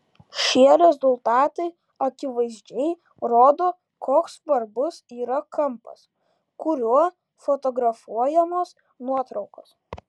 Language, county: Lithuanian, Kaunas